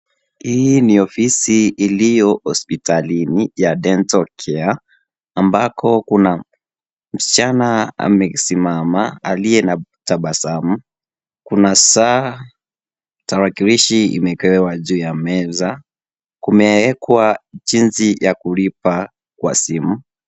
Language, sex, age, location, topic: Swahili, male, 18-24, Kisii, health